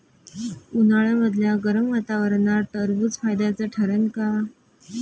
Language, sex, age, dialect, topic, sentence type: Marathi, female, 25-30, Varhadi, agriculture, question